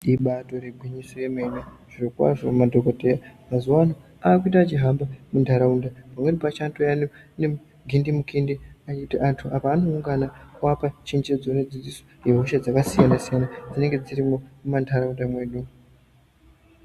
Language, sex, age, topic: Ndau, female, 18-24, health